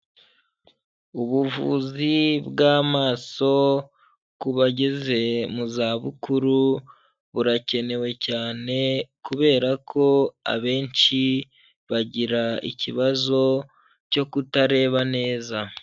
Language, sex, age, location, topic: Kinyarwanda, male, 25-35, Huye, health